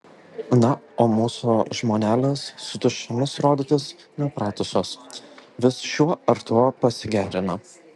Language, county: Lithuanian, Vilnius